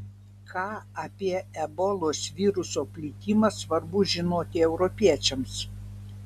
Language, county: Lithuanian, Vilnius